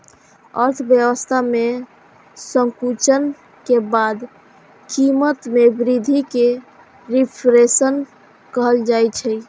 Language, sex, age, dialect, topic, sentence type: Maithili, female, 51-55, Eastern / Thethi, banking, statement